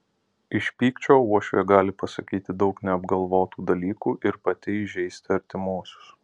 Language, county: Lithuanian, Alytus